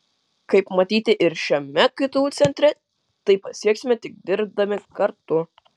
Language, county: Lithuanian, Kaunas